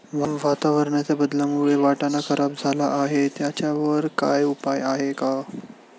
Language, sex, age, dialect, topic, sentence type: Marathi, male, 18-24, Standard Marathi, agriculture, question